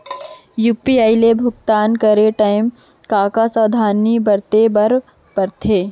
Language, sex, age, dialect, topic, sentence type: Chhattisgarhi, female, 25-30, Central, banking, question